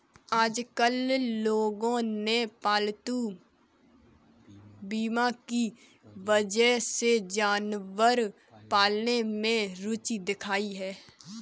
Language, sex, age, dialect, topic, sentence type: Hindi, female, 18-24, Kanauji Braj Bhasha, banking, statement